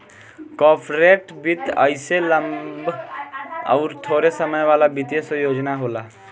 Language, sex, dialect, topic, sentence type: Bhojpuri, male, Southern / Standard, banking, statement